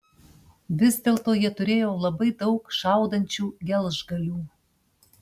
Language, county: Lithuanian, Panevėžys